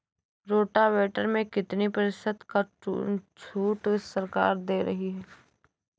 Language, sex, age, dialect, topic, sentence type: Hindi, female, 18-24, Awadhi Bundeli, agriculture, question